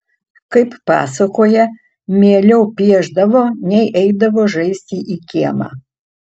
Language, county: Lithuanian, Utena